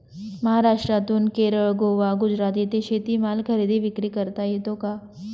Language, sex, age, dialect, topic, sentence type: Marathi, female, 25-30, Northern Konkan, agriculture, question